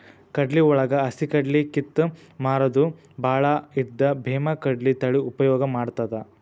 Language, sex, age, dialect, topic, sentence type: Kannada, male, 18-24, Dharwad Kannada, agriculture, statement